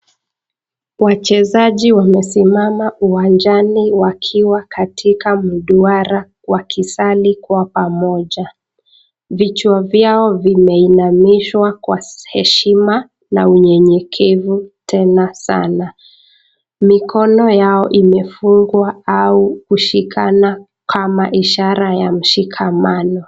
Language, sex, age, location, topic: Swahili, female, 25-35, Nakuru, government